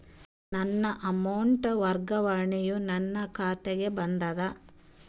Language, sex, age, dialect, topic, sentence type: Kannada, female, 31-35, Northeastern, banking, statement